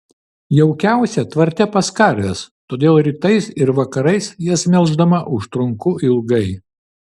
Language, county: Lithuanian, Vilnius